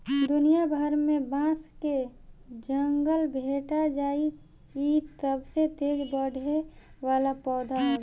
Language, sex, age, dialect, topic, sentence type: Bhojpuri, female, 18-24, Southern / Standard, agriculture, statement